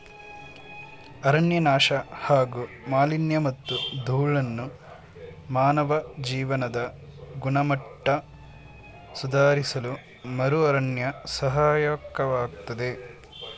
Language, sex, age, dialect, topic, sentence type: Kannada, male, 18-24, Mysore Kannada, agriculture, statement